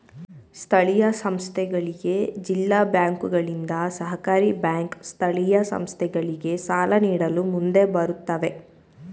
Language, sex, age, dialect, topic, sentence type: Kannada, female, 18-24, Mysore Kannada, banking, statement